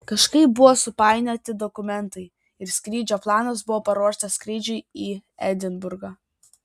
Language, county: Lithuanian, Vilnius